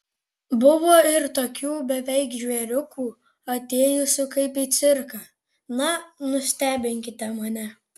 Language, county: Lithuanian, Panevėžys